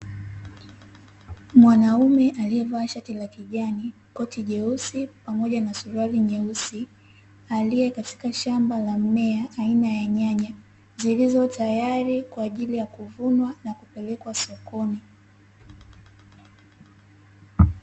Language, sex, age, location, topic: Swahili, female, 18-24, Dar es Salaam, agriculture